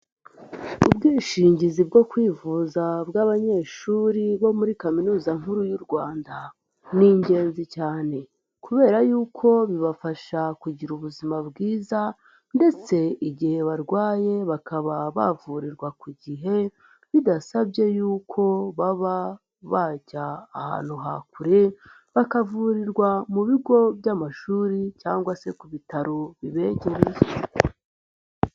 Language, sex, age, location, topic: Kinyarwanda, female, 18-24, Nyagatare, health